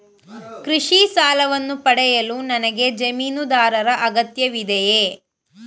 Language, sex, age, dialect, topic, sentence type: Kannada, female, 31-35, Mysore Kannada, banking, question